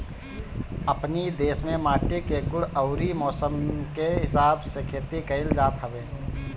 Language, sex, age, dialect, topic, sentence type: Bhojpuri, male, 18-24, Northern, agriculture, statement